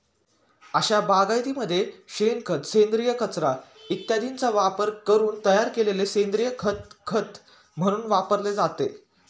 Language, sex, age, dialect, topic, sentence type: Marathi, male, 18-24, Standard Marathi, agriculture, statement